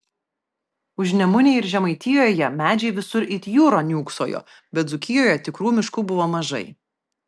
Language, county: Lithuanian, Vilnius